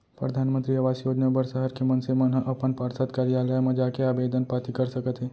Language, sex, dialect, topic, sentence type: Chhattisgarhi, male, Central, banking, statement